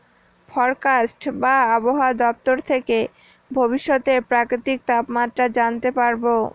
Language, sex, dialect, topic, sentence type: Bengali, female, Northern/Varendri, agriculture, statement